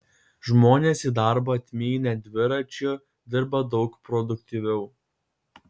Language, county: Lithuanian, Kaunas